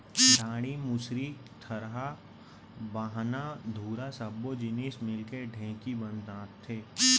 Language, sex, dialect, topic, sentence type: Chhattisgarhi, male, Central, agriculture, statement